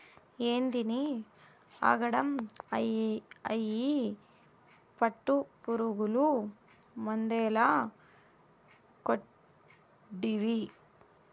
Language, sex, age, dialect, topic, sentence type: Telugu, female, 18-24, Southern, agriculture, statement